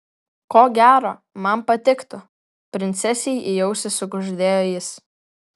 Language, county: Lithuanian, Vilnius